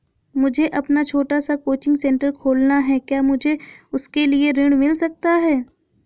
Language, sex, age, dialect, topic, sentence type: Hindi, female, 25-30, Hindustani Malvi Khadi Boli, banking, question